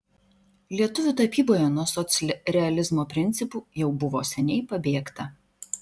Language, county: Lithuanian, Vilnius